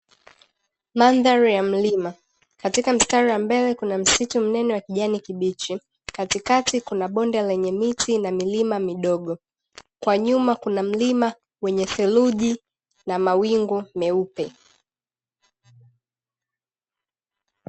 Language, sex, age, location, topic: Swahili, female, 18-24, Dar es Salaam, agriculture